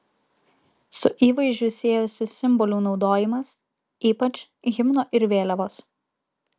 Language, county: Lithuanian, Kaunas